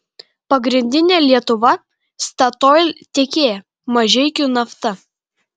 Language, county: Lithuanian, Kaunas